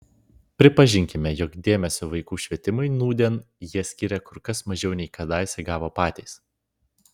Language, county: Lithuanian, Vilnius